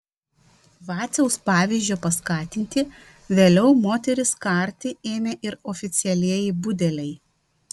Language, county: Lithuanian, Vilnius